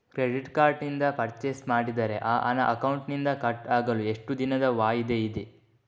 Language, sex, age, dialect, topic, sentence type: Kannada, male, 18-24, Coastal/Dakshin, banking, question